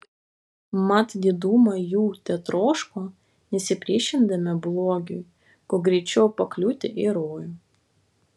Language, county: Lithuanian, Vilnius